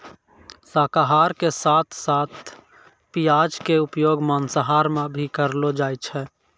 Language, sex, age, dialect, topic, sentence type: Maithili, male, 56-60, Angika, agriculture, statement